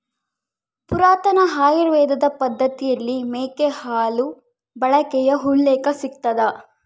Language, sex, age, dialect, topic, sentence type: Kannada, female, 60-100, Central, agriculture, statement